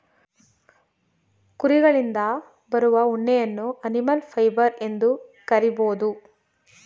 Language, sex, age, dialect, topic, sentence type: Kannada, female, 25-30, Mysore Kannada, agriculture, statement